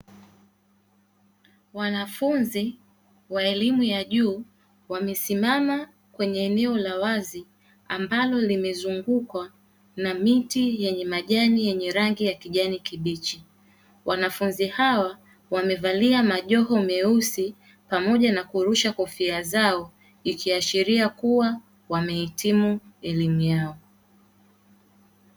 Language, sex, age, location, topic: Swahili, female, 18-24, Dar es Salaam, education